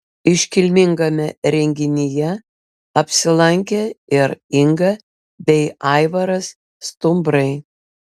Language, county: Lithuanian, Vilnius